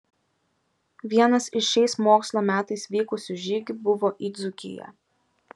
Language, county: Lithuanian, Kaunas